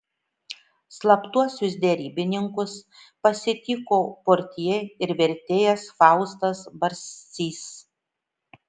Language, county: Lithuanian, Šiauliai